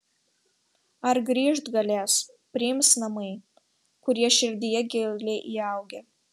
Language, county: Lithuanian, Vilnius